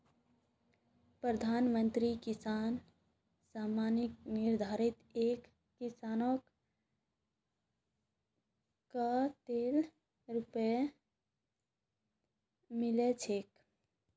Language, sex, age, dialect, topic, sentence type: Magahi, female, 18-24, Northeastern/Surjapuri, agriculture, statement